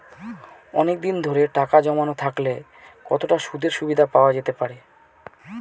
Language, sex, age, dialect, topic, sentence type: Bengali, male, 25-30, Northern/Varendri, banking, question